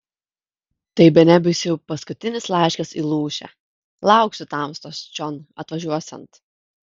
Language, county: Lithuanian, Kaunas